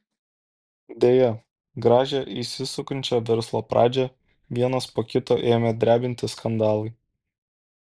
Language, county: Lithuanian, Kaunas